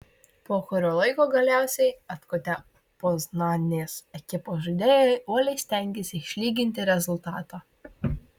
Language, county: Lithuanian, Marijampolė